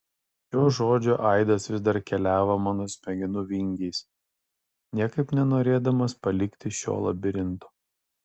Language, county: Lithuanian, Kaunas